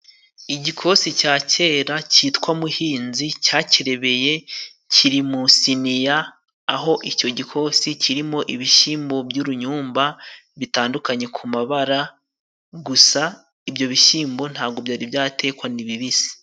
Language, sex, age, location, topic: Kinyarwanda, male, 18-24, Musanze, agriculture